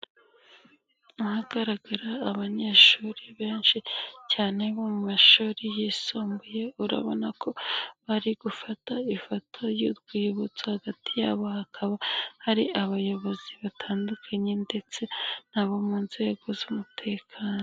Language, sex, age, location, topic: Kinyarwanda, female, 25-35, Nyagatare, education